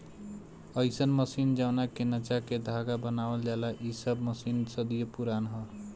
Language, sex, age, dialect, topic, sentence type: Bhojpuri, male, 18-24, Southern / Standard, agriculture, statement